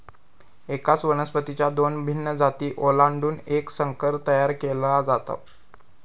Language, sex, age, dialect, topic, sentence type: Marathi, male, 18-24, Southern Konkan, agriculture, statement